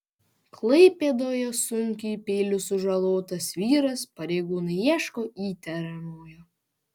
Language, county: Lithuanian, Panevėžys